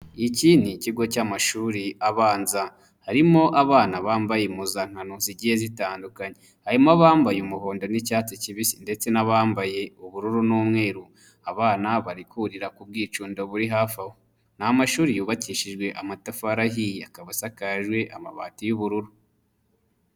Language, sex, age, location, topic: Kinyarwanda, male, 25-35, Nyagatare, education